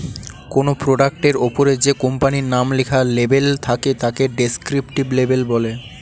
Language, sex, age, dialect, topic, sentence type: Bengali, male, 18-24, Standard Colloquial, banking, statement